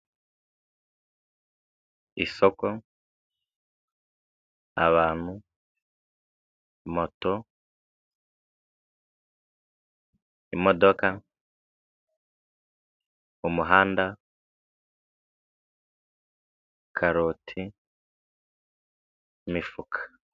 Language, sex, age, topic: Kinyarwanda, male, 25-35, finance